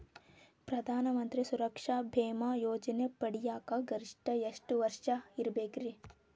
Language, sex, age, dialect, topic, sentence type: Kannada, female, 18-24, Dharwad Kannada, banking, question